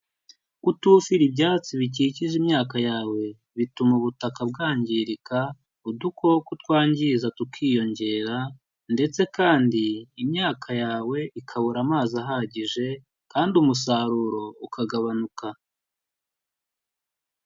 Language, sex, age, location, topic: Kinyarwanda, male, 25-35, Huye, agriculture